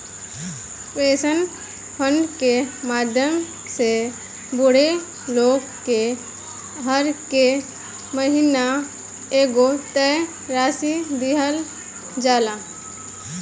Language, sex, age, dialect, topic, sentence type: Bhojpuri, female, 25-30, Southern / Standard, banking, statement